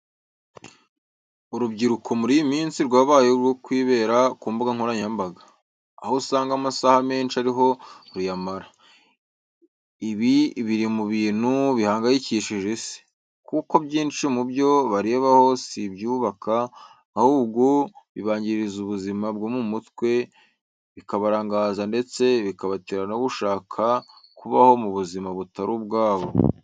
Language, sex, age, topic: Kinyarwanda, male, 18-24, education